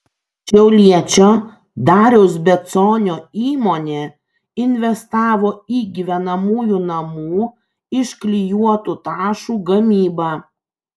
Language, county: Lithuanian, Kaunas